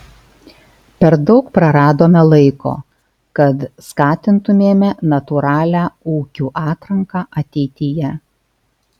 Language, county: Lithuanian, Alytus